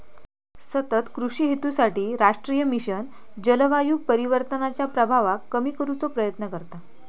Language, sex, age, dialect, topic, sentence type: Marathi, female, 18-24, Southern Konkan, agriculture, statement